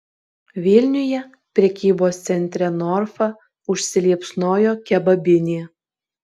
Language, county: Lithuanian, Alytus